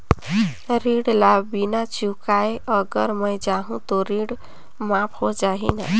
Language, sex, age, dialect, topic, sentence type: Chhattisgarhi, female, 31-35, Northern/Bhandar, banking, question